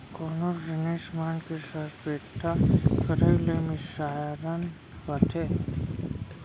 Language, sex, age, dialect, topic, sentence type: Chhattisgarhi, male, 46-50, Central, agriculture, statement